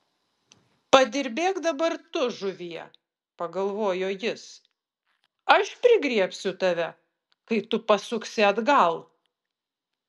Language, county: Lithuanian, Utena